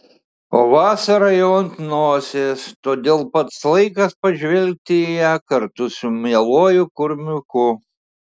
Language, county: Lithuanian, Šiauliai